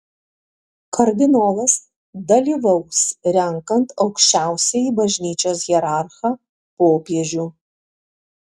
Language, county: Lithuanian, Panevėžys